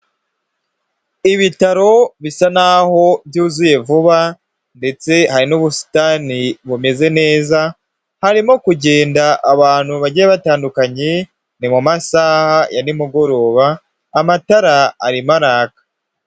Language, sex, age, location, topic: Kinyarwanda, male, 18-24, Huye, health